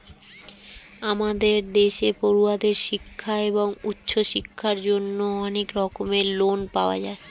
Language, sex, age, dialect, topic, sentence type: Bengali, female, 36-40, Standard Colloquial, banking, statement